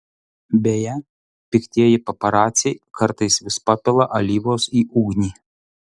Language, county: Lithuanian, Utena